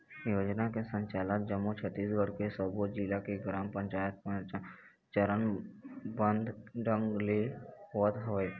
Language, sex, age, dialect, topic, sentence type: Chhattisgarhi, male, 18-24, Eastern, agriculture, statement